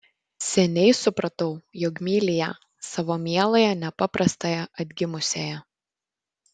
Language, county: Lithuanian, Panevėžys